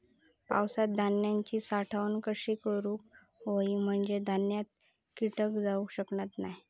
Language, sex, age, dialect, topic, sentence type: Marathi, female, 31-35, Southern Konkan, agriculture, question